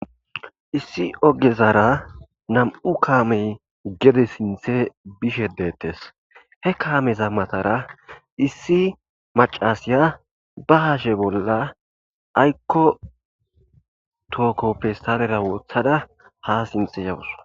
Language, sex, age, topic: Gamo, male, 25-35, agriculture